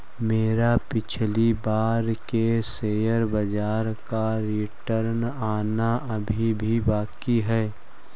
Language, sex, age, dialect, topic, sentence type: Hindi, male, 18-24, Kanauji Braj Bhasha, banking, statement